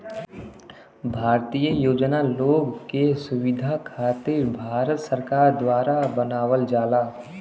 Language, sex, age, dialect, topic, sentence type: Bhojpuri, male, 41-45, Western, banking, statement